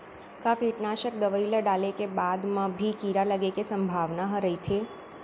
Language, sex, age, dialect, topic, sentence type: Chhattisgarhi, female, 18-24, Central, agriculture, question